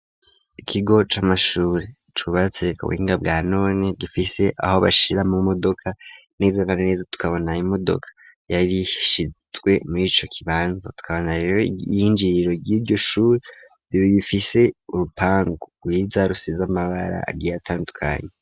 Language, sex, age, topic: Rundi, male, 25-35, education